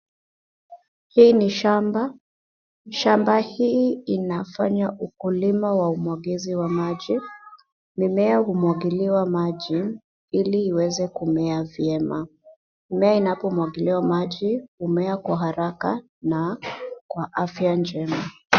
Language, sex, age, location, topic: Swahili, female, 25-35, Nairobi, agriculture